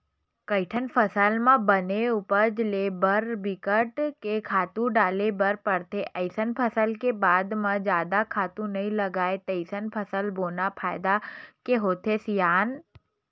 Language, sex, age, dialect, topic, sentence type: Chhattisgarhi, female, 25-30, Western/Budati/Khatahi, agriculture, statement